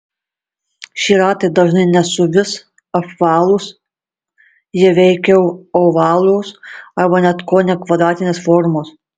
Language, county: Lithuanian, Marijampolė